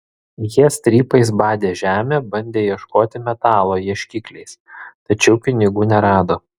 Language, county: Lithuanian, Vilnius